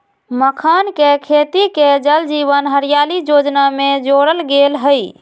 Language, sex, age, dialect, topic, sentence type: Magahi, female, 18-24, Western, agriculture, statement